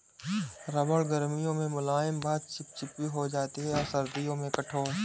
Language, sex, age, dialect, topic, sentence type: Hindi, male, 25-30, Marwari Dhudhari, agriculture, statement